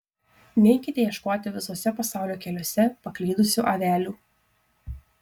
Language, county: Lithuanian, Šiauliai